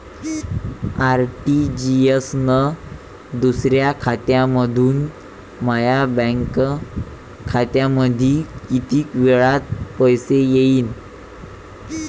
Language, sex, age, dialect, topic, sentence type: Marathi, male, 18-24, Varhadi, banking, question